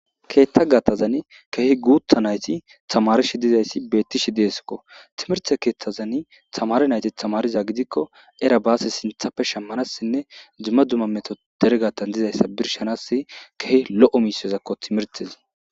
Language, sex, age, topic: Gamo, male, 18-24, government